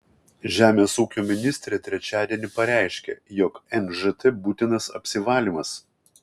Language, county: Lithuanian, Kaunas